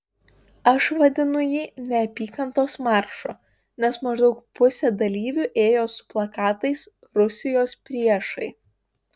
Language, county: Lithuanian, Panevėžys